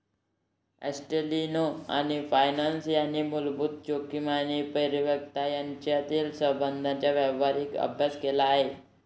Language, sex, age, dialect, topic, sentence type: Marathi, male, 18-24, Varhadi, banking, statement